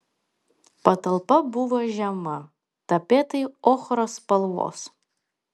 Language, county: Lithuanian, Panevėžys